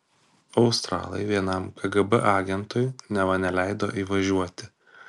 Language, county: Lithuanian, Kaunas